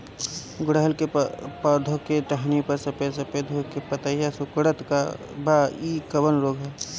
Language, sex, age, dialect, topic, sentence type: Bhojpuri, male, 25-30, Northern, agriculture, question